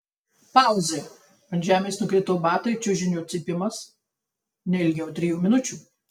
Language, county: Lithuanian, Tauragė